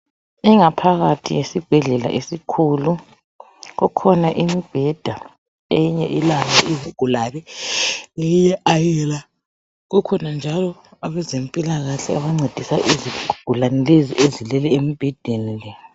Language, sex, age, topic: North Ndebele, male, 18-24, health